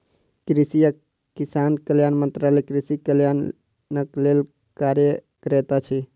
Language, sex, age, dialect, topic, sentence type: Maithili, male, 46-50, Southern/Standard, agriculture, statement